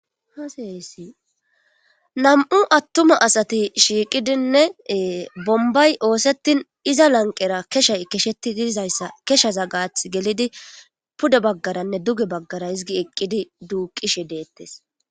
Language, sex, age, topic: Gamo, male, 18-24, government